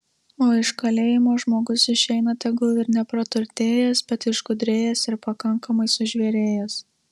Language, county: Lithuanian, Marijampolė